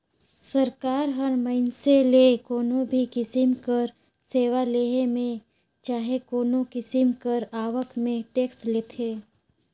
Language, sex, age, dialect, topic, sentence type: Chhattisgarhi, female, 36-40, Northern/Bhandar, banking, statement